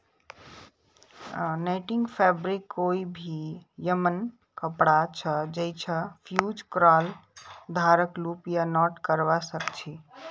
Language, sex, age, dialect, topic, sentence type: Magahi, female, 18-24, Northeastern/Surjapuri, agriculture, statement